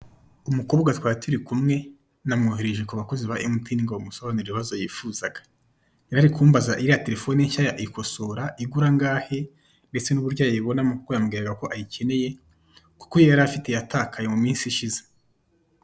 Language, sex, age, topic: Kinyarwanda, male, 25-35, finance